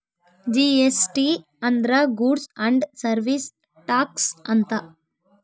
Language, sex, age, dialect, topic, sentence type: Kannada, female, 18-24, Central, banking, statement